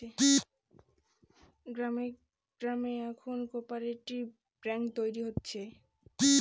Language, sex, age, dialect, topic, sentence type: Bengali, female, 18-24, Northern/Varendri, banking, statement